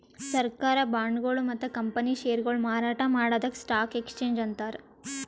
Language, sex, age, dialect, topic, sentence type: Kannada, female, 18-24, Northeastern, banking, statement